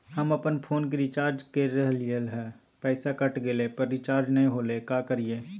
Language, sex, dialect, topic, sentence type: Magahi, male, Southern, banking, question